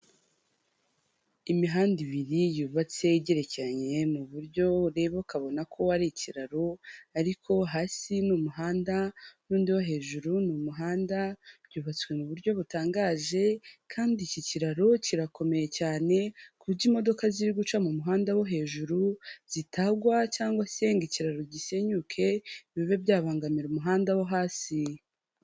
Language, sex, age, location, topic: Kinyarwanda, female, 18-24, Huye, government